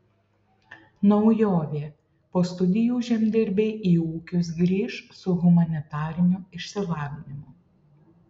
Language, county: Lithuanian, Šiauliai